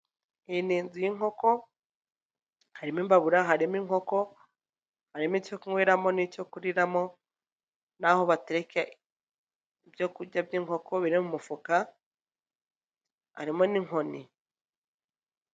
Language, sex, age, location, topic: Kinyarwanda, female, 25-35, Nyagatare, agriculture